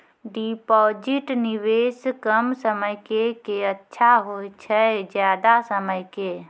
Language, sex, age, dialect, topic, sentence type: Maithili, female, 18-24, Angika, banking, question